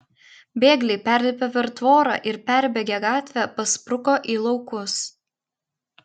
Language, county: Lithuanian, Klaipėda